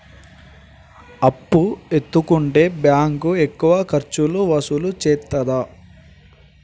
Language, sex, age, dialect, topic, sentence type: Telugu, male, 18-24, Telangana, banking, question